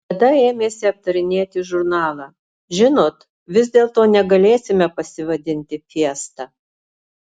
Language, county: Lithuanian, Alytus